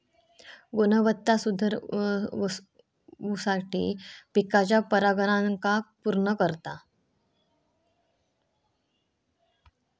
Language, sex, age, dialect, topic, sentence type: Marathi, female, 18-24, Southern Konkan, agriculture, statement